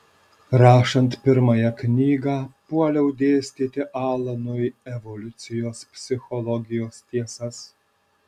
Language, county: Lithuanian, Alytus